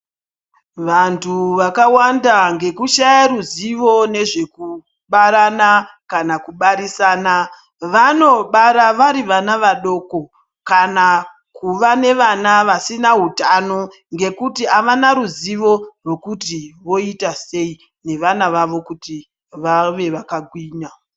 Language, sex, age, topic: Ndau, female, 36-49, health